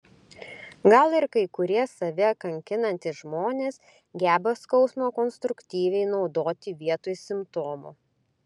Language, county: Lithuanian, Klaipėda